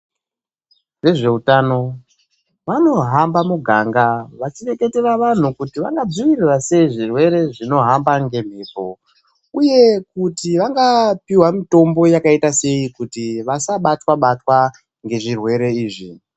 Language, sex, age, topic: Ndau, male, 18-24, health